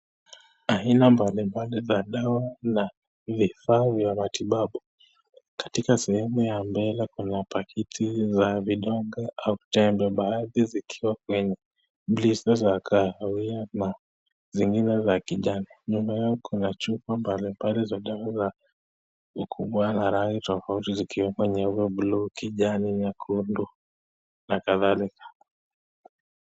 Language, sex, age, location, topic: Swahili, male, 18-24, Nakuru, health